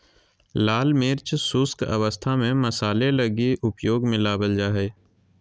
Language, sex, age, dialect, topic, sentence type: Magahi, male, 18-24, Southern, agriculture, statement